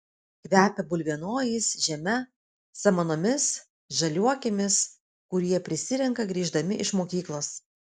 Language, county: Lithuanian, Vilnius